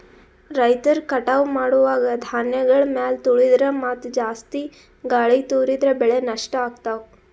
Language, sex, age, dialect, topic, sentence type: Kannada, female, 25-30, Northeastern, agriculture, statement